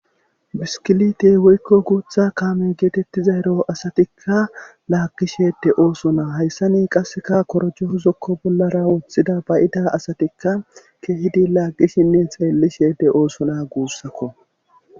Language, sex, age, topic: Gamo, male, 36-49, government